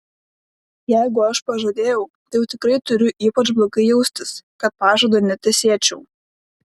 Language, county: Lithuanian, Klaipėda